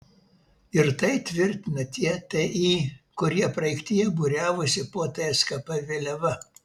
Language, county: Lithuanian, Vilnius